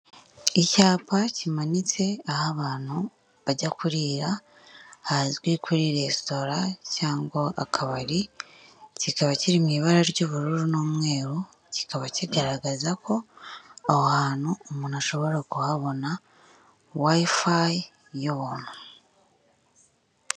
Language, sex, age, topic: Kinyarwanda, male, 36-49, government